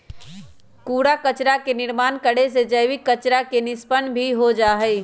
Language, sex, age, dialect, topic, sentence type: Magahi, male, 18-24, Western, agriculture, statement